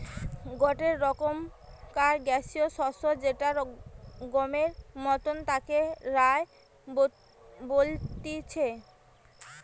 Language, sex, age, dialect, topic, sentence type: Bengali, female, 18-24, Western, agriculture, statement